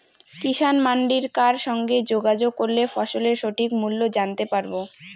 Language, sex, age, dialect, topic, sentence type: Bengali, female, 18-24, Rajbangshi, agriculture, question